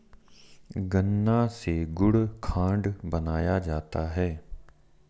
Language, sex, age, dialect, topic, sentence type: Hindi, male, 31-35, Marwari Dhudhari, agriculture, statement